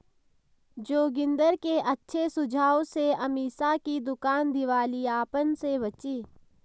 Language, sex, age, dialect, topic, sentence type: Hindi, female, 18-24, Marwari Dhudhari, banking, statement